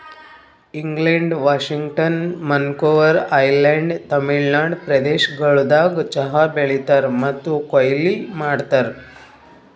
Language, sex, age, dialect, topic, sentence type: Kannada, female, 41-45, Northeastern, agriculture, statement